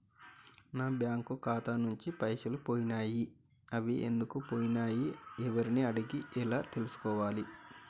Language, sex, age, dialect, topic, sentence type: Telugu, male, 36-40, Telangana, banking, question